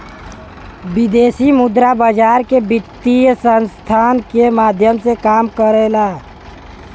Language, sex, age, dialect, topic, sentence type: Bhojpuri, male, 18-24, Western, banking, statement